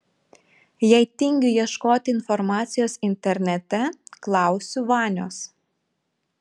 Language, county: Lithuanian, Šiauliai